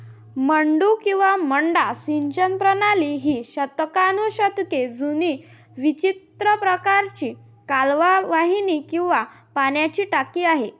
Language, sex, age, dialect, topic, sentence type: Marathi, female, 51-55, Varhadi, agriculture, statement